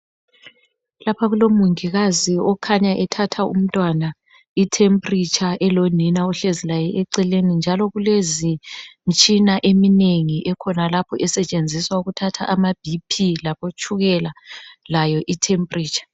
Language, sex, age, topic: North Ndebele, male, 36-49, health